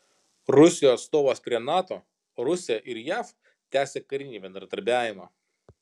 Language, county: Lithuanian, Kaunas